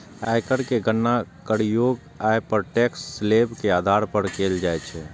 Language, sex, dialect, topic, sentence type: Maithili, male, Eastern / Thethi, banking, statement